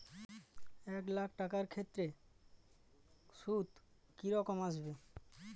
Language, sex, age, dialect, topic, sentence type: Bengali, male, 36-40, Northern/Varendri, banking, question